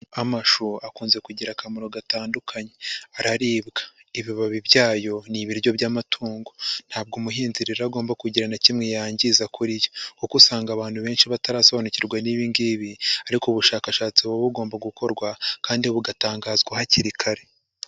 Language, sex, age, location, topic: Kinyarwanda, male, 25-35, Huye, agriculture